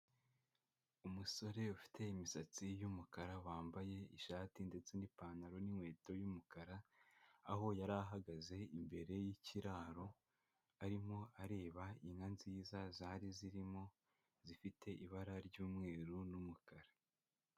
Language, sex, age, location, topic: Kinyarwanda, male, 18-24, Huye, agriculture